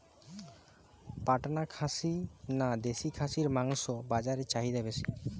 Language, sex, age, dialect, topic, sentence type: Bengali, male, 25-30, Western, agriculture, question